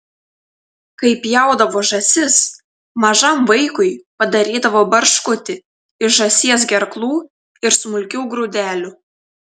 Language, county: Lithuanian, Telšiai